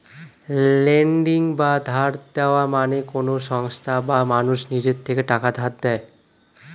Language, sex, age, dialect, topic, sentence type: Bengali, male, 25-30, Standard Colloquial, banking, statement